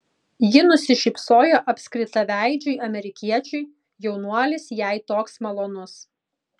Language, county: Lithuanian, Kaunas